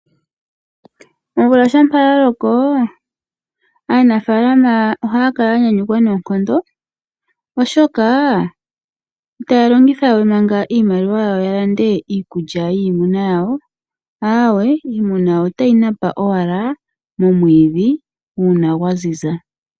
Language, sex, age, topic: Oshiwambo, female, 25-35, agriculture